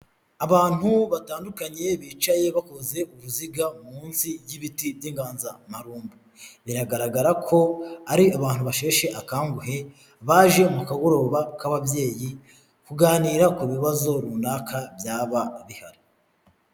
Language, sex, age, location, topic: Kinyarwanda, male, 25-35, Huye, health